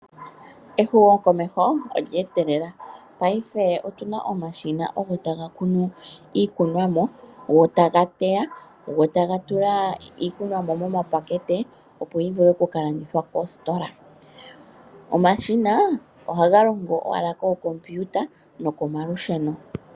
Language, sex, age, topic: Oshiwambo, female, 25-35, agriculture